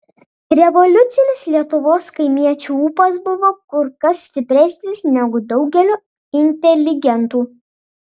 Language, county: Lithuanian, Panevėžys